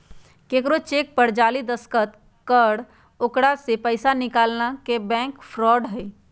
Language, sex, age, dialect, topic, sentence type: Magahi, female, 56-60, Western, banking, statement